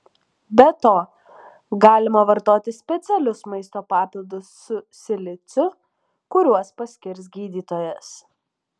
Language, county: Lithuanian, Alytus